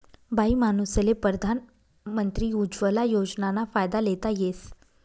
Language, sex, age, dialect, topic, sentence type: Marathi, female, 25-30, Northern Konkan, agriculture, statement